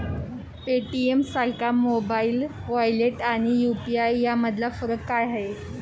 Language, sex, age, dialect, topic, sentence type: Marathi, female, 18-24, Standard Marathi, banking, question